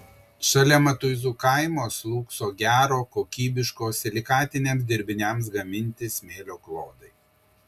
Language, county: Lithuanian, Kaunas